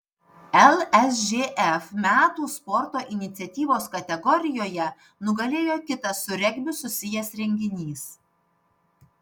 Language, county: Lithuanian, Panevėžys